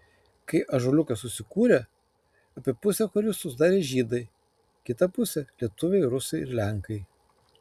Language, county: Lithuanian, Kaunas